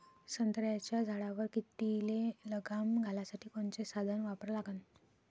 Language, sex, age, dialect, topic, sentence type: Marathi, female, 31-35, Varhadi, agriculture, question